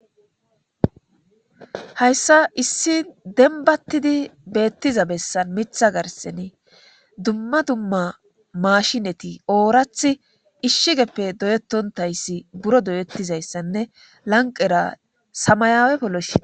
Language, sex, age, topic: Gamo, female, 25-35, government